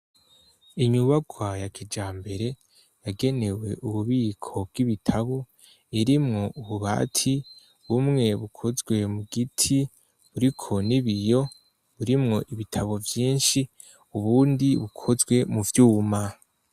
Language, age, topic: Rundi, 18-24, education